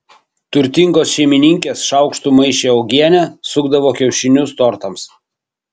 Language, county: Lithuanian, Kaunas